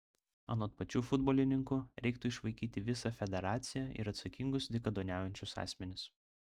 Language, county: Lithuanian, Vilnius